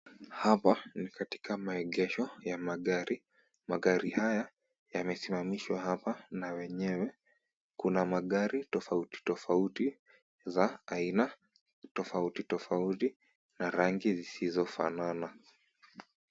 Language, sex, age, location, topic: Swahili, female, 25-35, Kisumu, finance